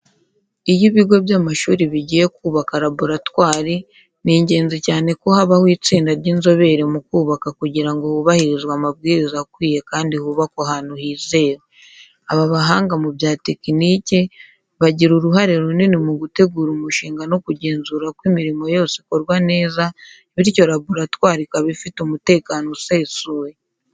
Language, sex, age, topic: Kinyarwanda, female, 25-35, education